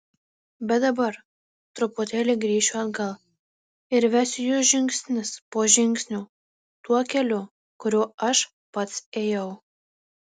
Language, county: Lithuanian, Marijampolė